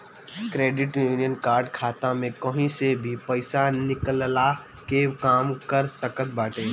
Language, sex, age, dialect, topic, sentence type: Bhojpuri, male, 18-24, Northern, banking, statement